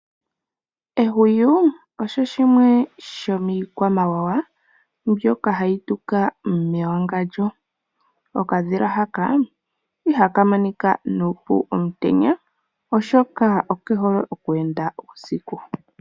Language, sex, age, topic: Oshiwambo, male, 18-24, agriculture